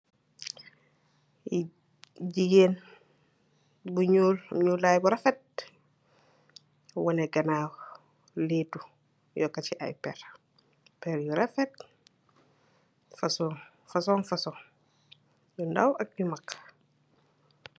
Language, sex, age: Wolof, female, 25-35